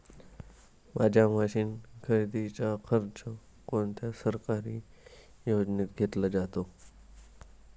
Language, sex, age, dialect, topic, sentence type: Marathi, male, 18-24, Standard Marathi, agriculture, question